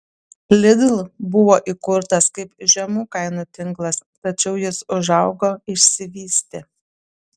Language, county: Lithuanian, Panevėžys